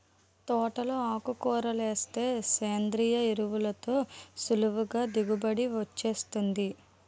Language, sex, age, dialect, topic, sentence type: Telugu, female, 18-24, Utterandhra, agriculture, statement